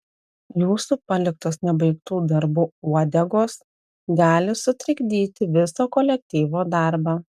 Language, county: Lithuanian, Telšiai